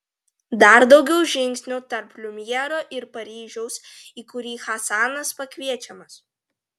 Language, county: Lithuanian, Vilnius